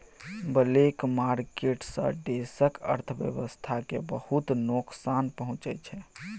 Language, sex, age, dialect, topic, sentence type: Maithili, male, 18-24, Bajjika, banking, statement